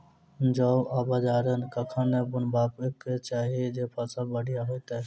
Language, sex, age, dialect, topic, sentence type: Maithili, male, 18-24, Southern/Standard, agriculture, question